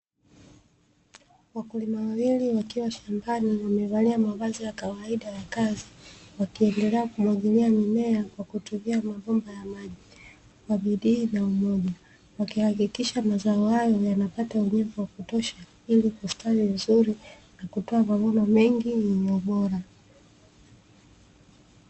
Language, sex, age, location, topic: Swahili, female, 25-35, Dar es Salaam, agriculture